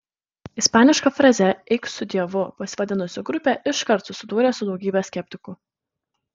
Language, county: Lithuanian, Kaunas